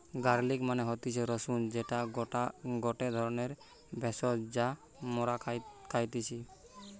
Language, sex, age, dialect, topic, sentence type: Bengali, male, 18-24, Western, agriculture, statement